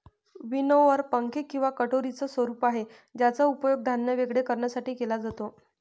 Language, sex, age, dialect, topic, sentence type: Marathi, female, 56-60, Northern Konkan, agriculture, statement